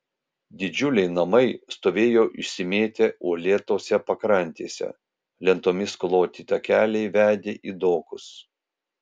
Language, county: Lithuanian, Vilnius